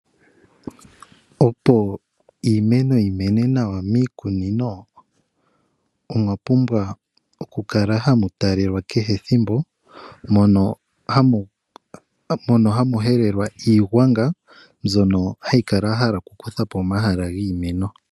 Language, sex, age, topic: Oshiwambo, male, 25-35, agriculture